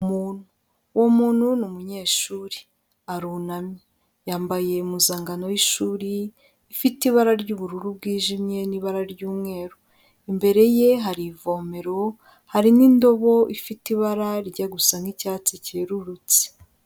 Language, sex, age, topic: Kinyarwanda, female, 18-24, health